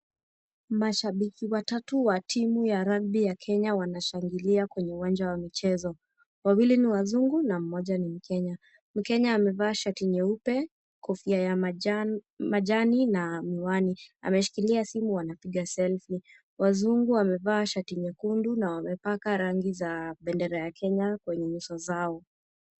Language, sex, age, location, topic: Swahili, female, 18-24, Kisumu, government